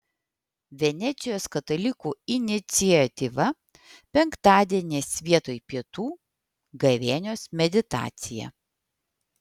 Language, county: Lithuanian, Vilnius